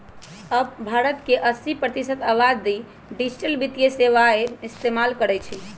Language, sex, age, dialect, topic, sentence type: Magahi, male, 18-24, Western, banking, statement